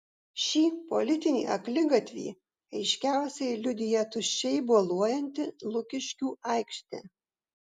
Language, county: Lithuanian, Vilnius